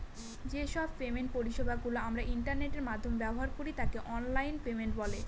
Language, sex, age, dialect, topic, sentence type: Bengali, female, 18-24, Northern/Varendri, banking, statement